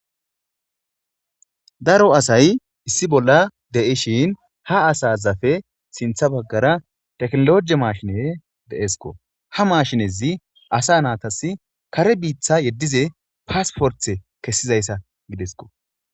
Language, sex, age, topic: Gamo, male, 18-24, government